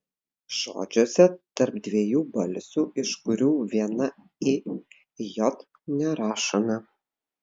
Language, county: Lithuanian, Vilnius